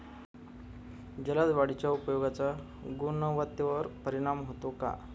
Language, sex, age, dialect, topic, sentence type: Marathi, male, 25-30, Standard Marathi, agriculture, question